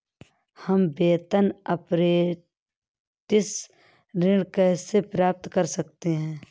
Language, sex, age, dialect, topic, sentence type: Hindi, female, 31-35, Awadhi Bundeli, banking, question